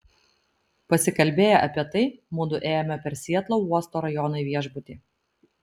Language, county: Lithuanian, Vilnius